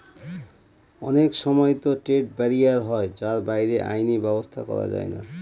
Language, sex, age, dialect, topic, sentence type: Bengali, male, 36-40, Northern/Varendri, banking, statement